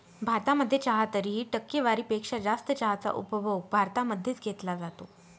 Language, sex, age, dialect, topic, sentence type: Marathi, female, 25-30, Northern Konkan, agriculture, statement